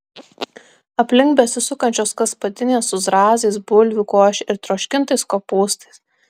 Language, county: Lithuanian, Alytus